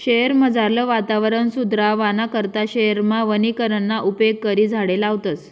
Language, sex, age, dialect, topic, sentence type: Marathi, female, 31-35, Northern Konkan, agriculture, statement